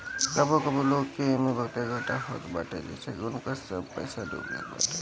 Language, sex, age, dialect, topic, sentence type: Bhojpuri, female, 25-30, Northern, banking, statement